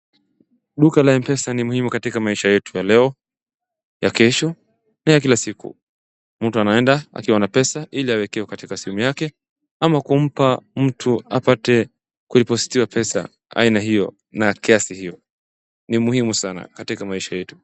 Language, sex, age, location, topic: Swahili, male, 18-24, Wajir, finance